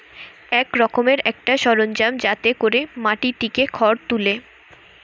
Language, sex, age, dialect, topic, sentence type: Bengali, female, 18-24, Western, agriculture, statement